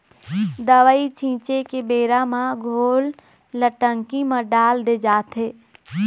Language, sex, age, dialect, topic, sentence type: Chhattisgarhi, female, 18-24, Eastern, agriculture, statement